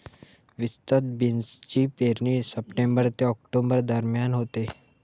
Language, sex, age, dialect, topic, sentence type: Marathi, male, 18-24, Varhadi, agriculture, statement